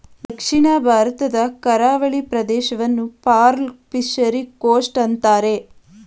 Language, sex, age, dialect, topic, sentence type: Kannada, female, 18-24, Mysore Kannada, agriculture, statement